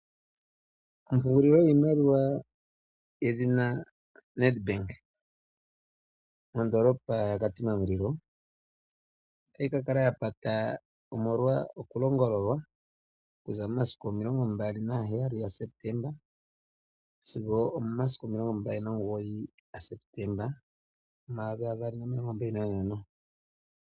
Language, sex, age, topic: Oshiwambo, male, 36-49, finance